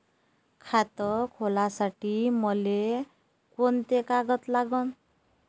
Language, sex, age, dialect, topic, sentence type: Marathi, female, 31-35, Varhadi, banking, question